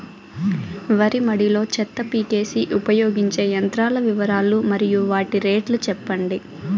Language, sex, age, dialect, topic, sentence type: Telugu, female, 18-24, Southern, agriculture, question